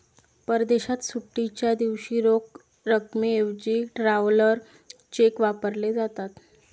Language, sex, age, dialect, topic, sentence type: Marathi, female, 18-24, Varhadi, banking, statement